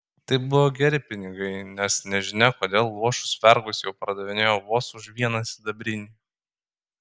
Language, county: Lithuanian, Kaunas